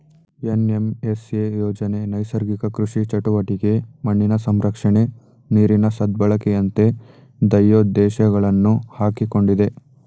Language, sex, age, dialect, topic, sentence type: Kannada, male, 18-24, Mysore Kannada, agriculture, statement